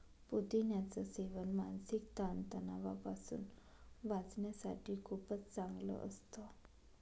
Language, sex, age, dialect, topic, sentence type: Marathi, female, 31-35, Northern Konkan, agriculture, statement